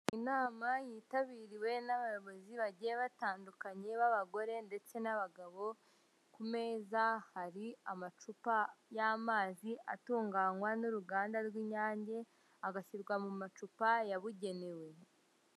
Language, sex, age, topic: Kinyarwanda, female, 18-24, government